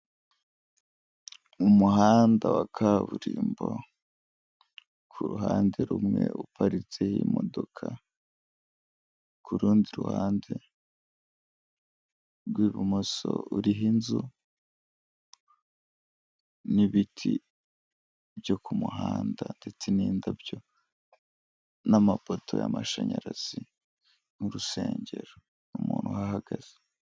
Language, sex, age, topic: Kinyarwanda, male, 18-24, government